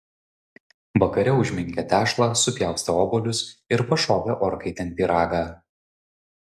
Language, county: Lithuanian, Vilnius